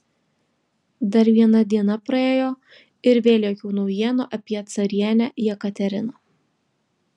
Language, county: Lithuanian, Vilnius